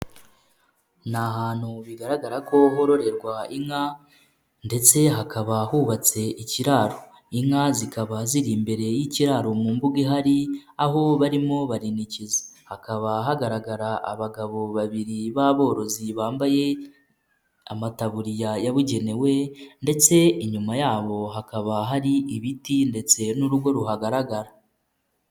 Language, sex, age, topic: Kinyarwanda, female, 25-35, agriculture